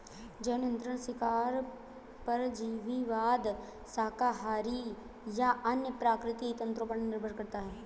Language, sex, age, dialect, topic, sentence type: Hindi, female, 25-30, Awadhi Bundeli, agriculture, statement